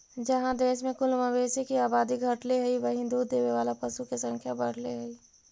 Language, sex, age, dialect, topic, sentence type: Magahi, female, 18-24, Central/Standard, banking, statement